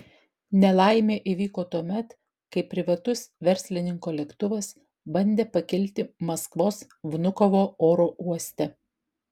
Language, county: Lithuanian, Vilnius